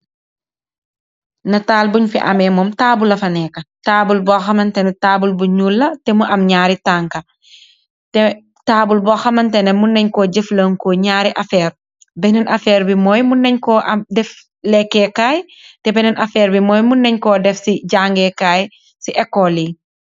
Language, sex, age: Wolof, female, 18-24